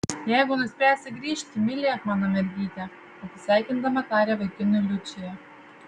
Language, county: Lithuanian, Vilnius